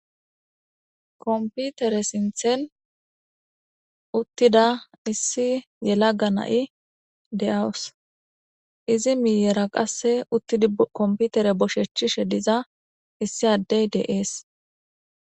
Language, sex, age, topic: Gamo, female, 18-24, government